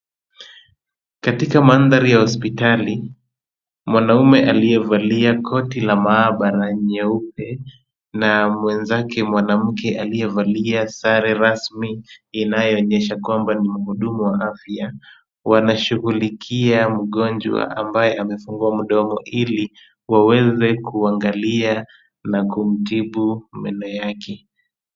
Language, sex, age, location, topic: Swahili, male, 25-35, Kisumu, health